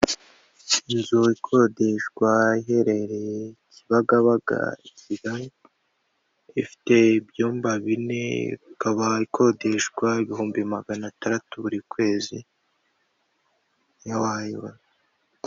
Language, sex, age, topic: Kinyarwanda, female, 25-35, finance